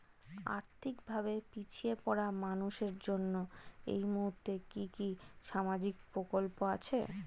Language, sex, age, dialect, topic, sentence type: Bengali, female, 25-30, Standard Colloquial, banking, question